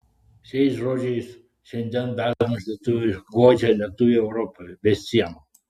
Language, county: Lithuanian, Klaipėda